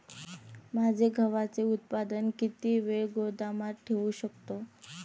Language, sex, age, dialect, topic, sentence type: Marathi, female, 18-24, Standard Marathi, agriculture, question